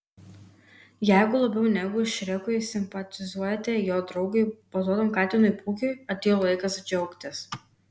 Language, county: Lithuanian, Kaunas